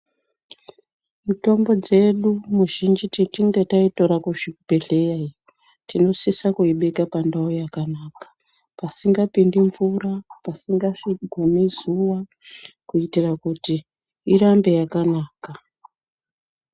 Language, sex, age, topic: Ndau, male, 50+, health